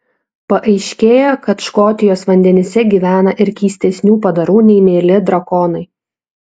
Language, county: Lithuanian, Šiauliai